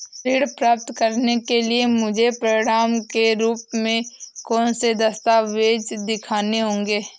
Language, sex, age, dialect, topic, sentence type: Hindi, female, 18-24, Awadhi Bundeli, banking, statement